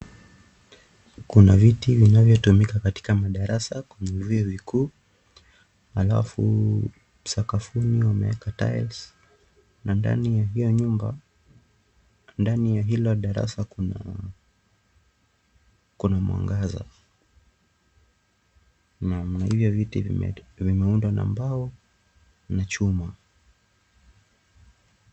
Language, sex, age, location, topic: Swahili, male, 18-24, Kisii, education